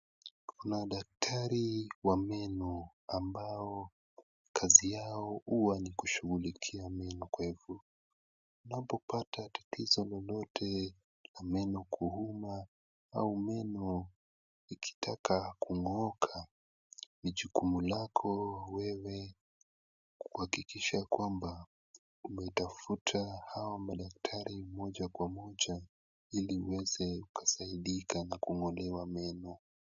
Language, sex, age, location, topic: Swahili, male, 18-24, Kisumu, health